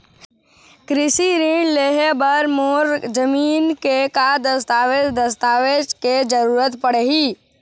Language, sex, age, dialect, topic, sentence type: Chhattisgarhi, male, 51-55, Eastern, banking, question